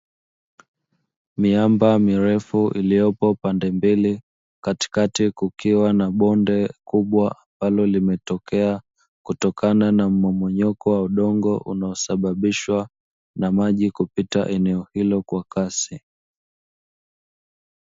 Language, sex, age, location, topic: Swahili, male, 25-35, Dar es Salaam, agriculture